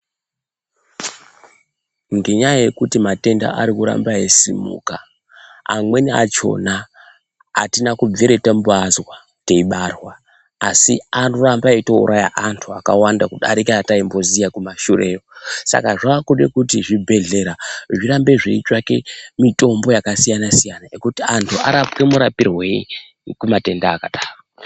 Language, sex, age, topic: Ndau, male, 18-24, health